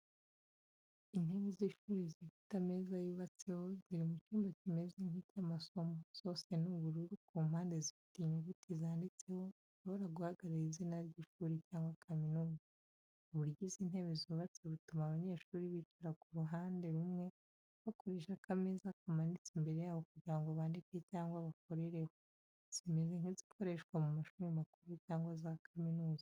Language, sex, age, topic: Kinyarwanda, female, 25-35, education